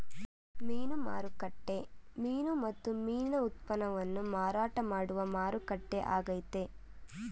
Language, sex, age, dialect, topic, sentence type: Kannada, female, 18-24, Mysore Kannada, agriculture, statement